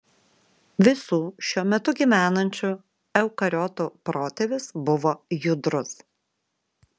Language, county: Lithuanian, Vilnius